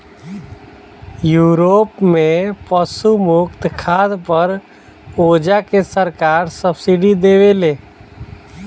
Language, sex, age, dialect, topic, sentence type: Bhojpuri, male, 25-30, Southern / Standard, agriculture, statement